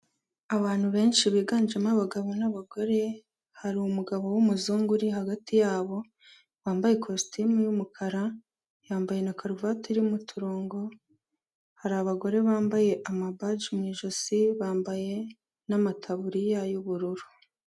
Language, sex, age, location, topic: Kinyarwanda, female, 18-24, Kigali, health